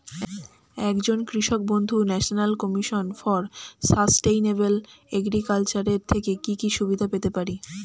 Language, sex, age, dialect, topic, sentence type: Bengali, female, 25-30, Standard Colloquial, agriculture, question